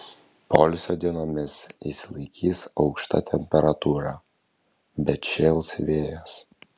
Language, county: Lithuanian, Kaunas